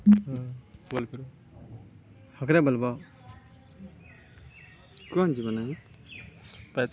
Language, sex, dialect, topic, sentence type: Maithili, male, Angika, agriculture, statement